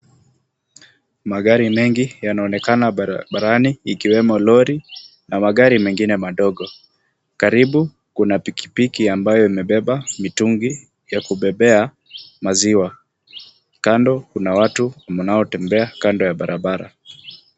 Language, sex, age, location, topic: Swahili, male, 18-24, Kisumu, agriculture